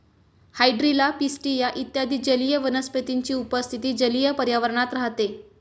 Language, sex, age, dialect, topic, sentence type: Marathi, female, 18-24, Standard Marathi, agriculture, statement